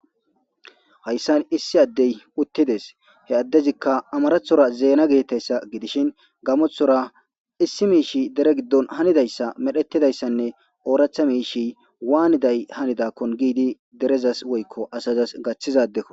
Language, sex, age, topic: Gamo, male, 25-35, government